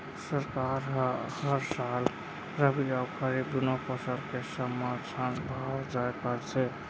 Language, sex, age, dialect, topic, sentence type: Chhattisgarhi, male, 46-50, Central, agriculture, statement